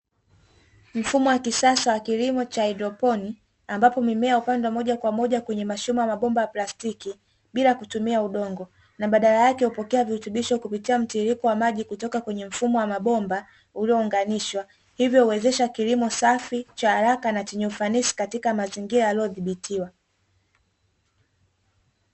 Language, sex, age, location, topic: Swahili, female, 25-35, Dar es Salaam, agriculture